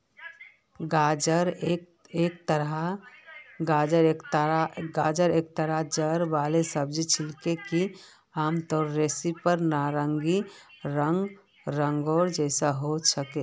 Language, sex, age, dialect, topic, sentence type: Magahi, female, 25-30, Northeastern/Surjapuri, agriculture, statement